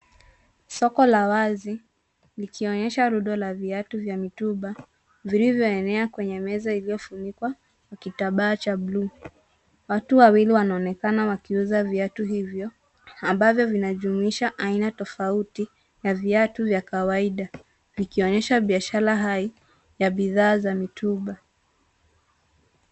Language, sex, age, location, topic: Swahili, female, 36-49, Nairobi, finance